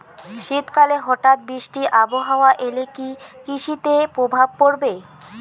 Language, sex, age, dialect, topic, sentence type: Bengali, female, 18-24, Rajbangshi, agriculture, question